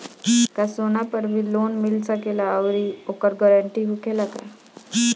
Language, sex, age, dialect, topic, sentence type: Bhojpuri, female, 31-35, Northern, banking, question